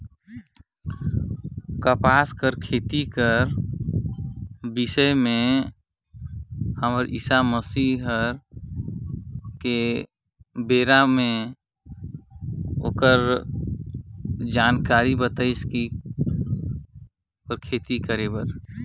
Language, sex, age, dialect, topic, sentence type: Chhattisgarhi, male, 18-24, Northern/Bhandar, agriculture, statement